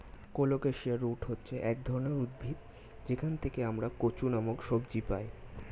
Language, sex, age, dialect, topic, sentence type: Bengali, male, 18-24, Standard Colloquial, agriculture, statement